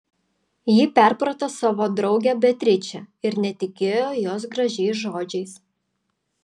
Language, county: Lithuanian, Vilnius